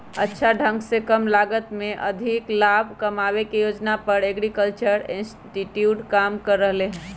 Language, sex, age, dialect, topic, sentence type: Magahi, female, 25-30, Western, agriculture, statement